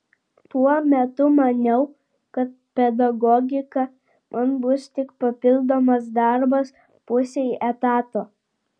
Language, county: Lithuanian, Vilnius